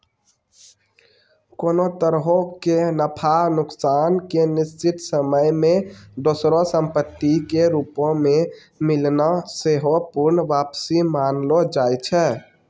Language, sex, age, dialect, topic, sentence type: Maithili, male, 18-24, Angika, banking, statement